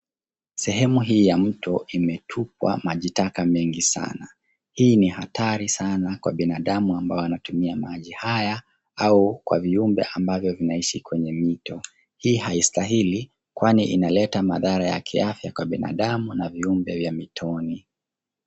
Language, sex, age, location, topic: Swahili, male, 25-35, Nairobi, government